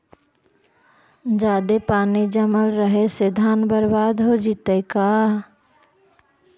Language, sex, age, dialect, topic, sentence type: Magahi, female, 60-100, Central/Standard, agriculture, question